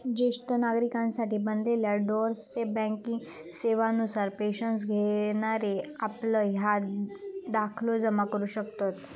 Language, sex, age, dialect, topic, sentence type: Marathi, female, 25-30, Southern Konkan, banking, statement